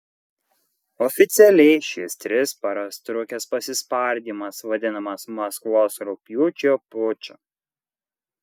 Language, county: Lithuanian, Kaunas